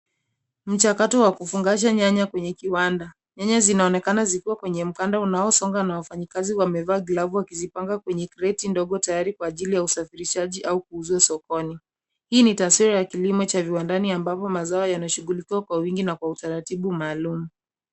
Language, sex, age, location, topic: Swahili, female, 25-35, Nairobi, agriculture